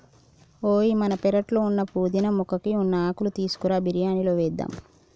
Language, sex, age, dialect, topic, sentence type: Telugu, male, 46-50, Telangana, agriculture, statement